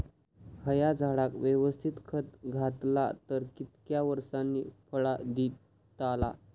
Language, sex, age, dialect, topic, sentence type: Marathi, male, 18-24, Southern Konkan, agriculture, question